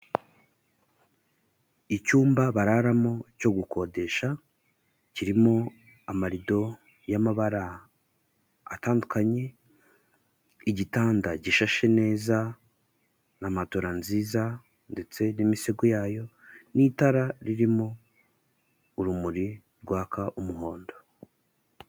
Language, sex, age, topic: Kinyarwanda, male, 25-35, finance